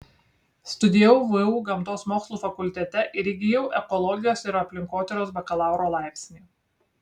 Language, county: Lithuanian, Kaunas